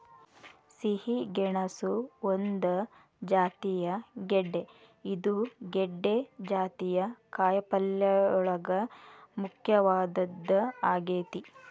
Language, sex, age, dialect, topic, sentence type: Kannada, female, 31-35, Dharwad Kannada, agriculture, statement